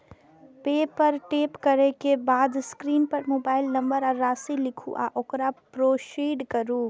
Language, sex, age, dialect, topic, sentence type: Maithili, female, 25-30, Eastern / Thethi, banking, statement